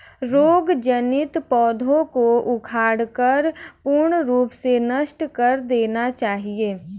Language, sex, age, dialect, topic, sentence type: Hindi, female, 18-24, Kanauji Braj Bhasha, agriculture, statement